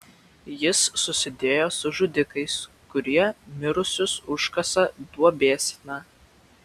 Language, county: Lithuanian, Vilnius